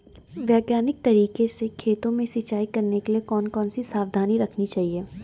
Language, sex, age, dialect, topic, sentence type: Hindi, female, 18-24, Garhwali, agriculture, question